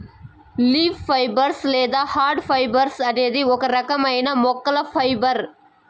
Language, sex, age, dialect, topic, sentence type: Telugu, female, 18-24, Southern, agriculture, statement